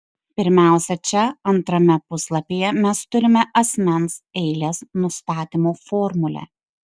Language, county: Lithuanian, Šiauliai